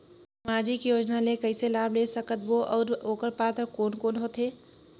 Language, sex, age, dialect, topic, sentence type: Chhattisgarhi, female, 18-24, Northern/Bhandar, banking, question